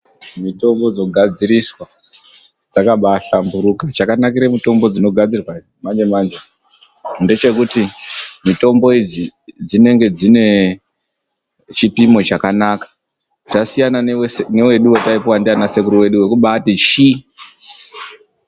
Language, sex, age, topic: Ndau, male, 25-35, health